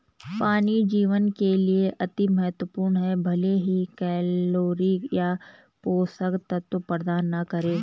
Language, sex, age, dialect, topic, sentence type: Hindi, female, 25-30, Garhwali, agriculture, statement